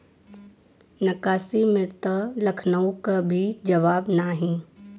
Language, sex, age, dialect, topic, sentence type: Bhojpuri, female, 18-24, Western, agriculture, statement